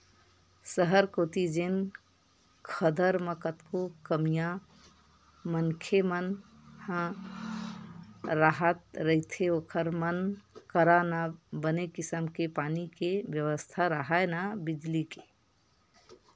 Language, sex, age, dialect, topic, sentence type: Chhattisgarhi, female, 46-50, Western/Budati/Khatahi, banking, statement